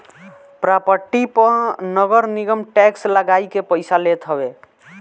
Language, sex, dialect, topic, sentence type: Bhojpuri, male, Northern, banking, statement